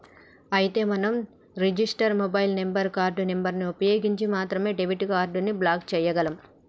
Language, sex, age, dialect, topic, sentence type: Telugu, male, 31-35, Telangana, banking, statement